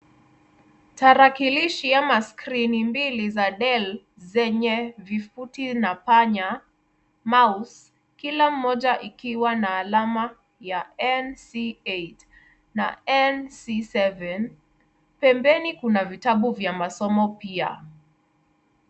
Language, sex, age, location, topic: Swahili, female, 25-35, Kisumu, education